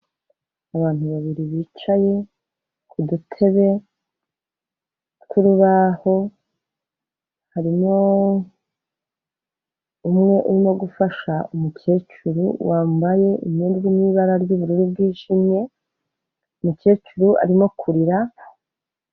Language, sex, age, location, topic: Kinyarwanda, female, 36-49, Kigali, health